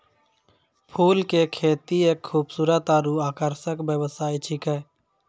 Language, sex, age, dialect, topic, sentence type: Maithili, male, 56-60, Angika, agriculture, statement